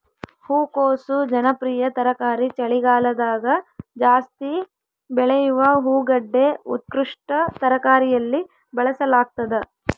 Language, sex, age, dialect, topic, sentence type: Kannada, female, 18-24, Central, agriculture, statement